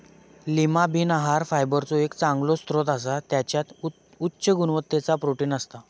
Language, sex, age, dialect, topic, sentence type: Marathi, male, 18-24, Southern Konkan, agriculture, statement